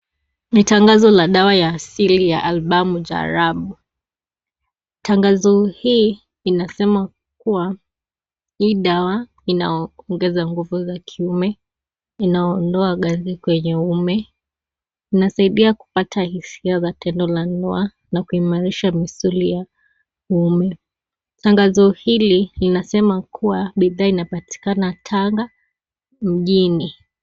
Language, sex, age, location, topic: Swahili, female, 18-24, Kisii, health